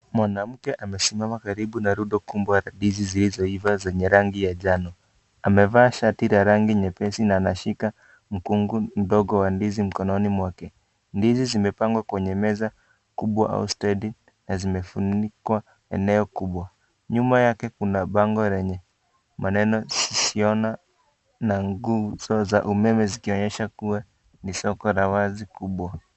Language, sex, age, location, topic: Swahili, male, 25-35, Kisii, agriculture